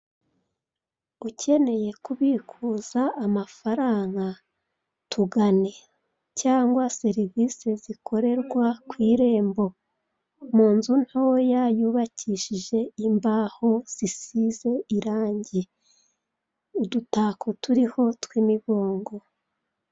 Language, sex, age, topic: Kinyarwanda, female, 36-49, finance